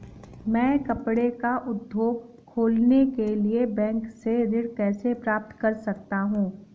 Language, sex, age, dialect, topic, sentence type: Hindi, female, 18-24, Awadhi Bundeli, banking, question